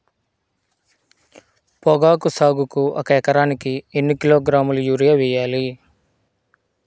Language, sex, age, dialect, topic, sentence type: Telugu, male, 25-30, Central/Coastal, agriculture, question